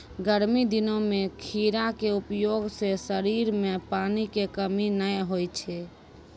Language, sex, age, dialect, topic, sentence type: Maithili, female, 18-24, Angika, agriculture, statement